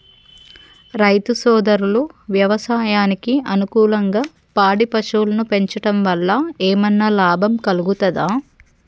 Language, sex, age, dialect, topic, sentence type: Telugu, female, 36-40, Telangana, agriculture, question